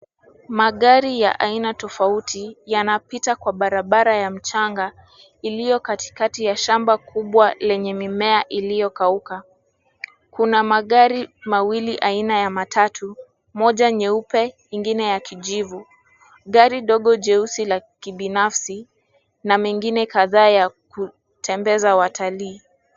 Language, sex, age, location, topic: Swahili, female, 18-24, Nairobi, government